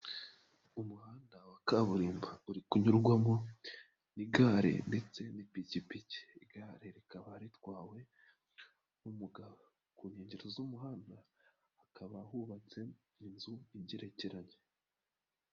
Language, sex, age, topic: Kinyarwanda, male, 25-35, finance